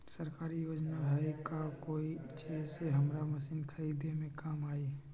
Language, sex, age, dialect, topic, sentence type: Magahi, male, 25-30, Western, agriculture, question